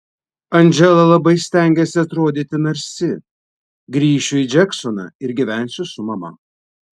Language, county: Lithuanian, Vilnius